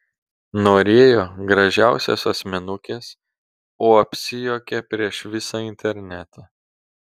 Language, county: Lithuanian, Telšiai